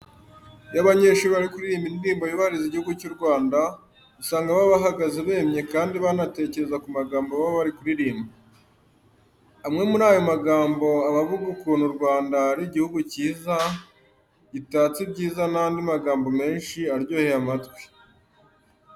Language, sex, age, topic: Kinyarwanda, male, 18-24, education